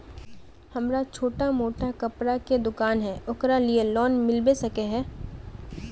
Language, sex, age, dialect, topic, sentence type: Magahi, female, 18-24, Northeastern/Surjapuri, banking, question